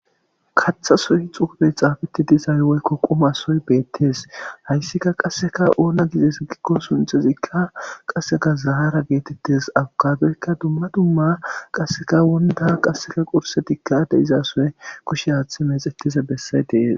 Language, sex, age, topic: Gamo, male, 25-35, government